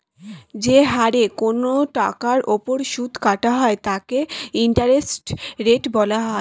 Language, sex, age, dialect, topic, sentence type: Bengali, female, 18-24, Standard Colloquial, banking, statement